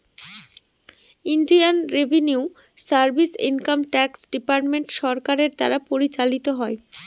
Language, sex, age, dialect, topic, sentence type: Bengali, female, 31-35, Northern/Varendri, banking, statement